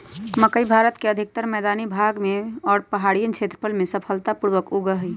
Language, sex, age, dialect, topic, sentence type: Magahi, female, 31-35, Western, agriculture, statement